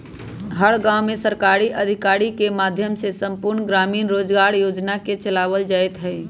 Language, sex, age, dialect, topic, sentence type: Magahi, female, 25-30, Western, banking, statement